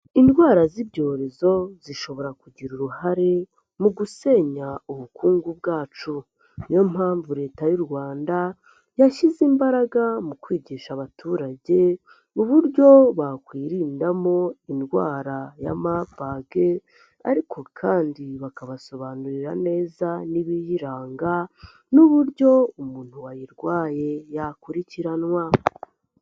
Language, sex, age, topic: Kinyarwanda, male, 25-35, health